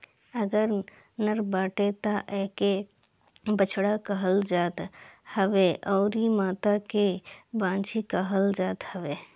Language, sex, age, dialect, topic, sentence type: Bhojpuri, female, 25-30, Northern, agriculture, statement